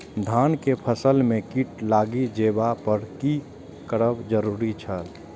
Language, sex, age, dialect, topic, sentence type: Maithili, male, 25-30, Eastern / Thethi, agriculture, question